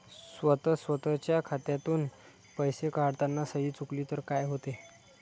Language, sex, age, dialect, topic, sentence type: Marathi, male, 18-24, Standard Marathi, banking, question